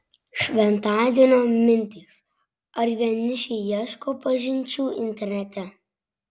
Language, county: Lithuanian, Vilnius